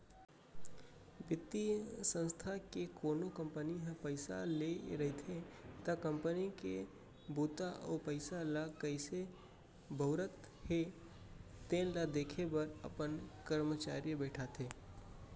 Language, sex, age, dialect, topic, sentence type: Chhattisgarhi, male, 25-30, Central, banking, statement